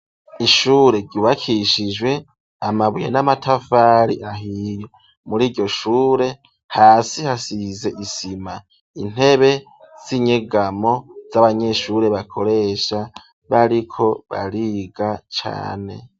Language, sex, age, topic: Rundi, male, 25-35, education